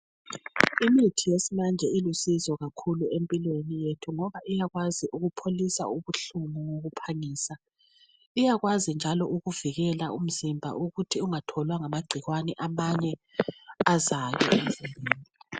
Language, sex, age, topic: North Ndebele, female, 36-49, health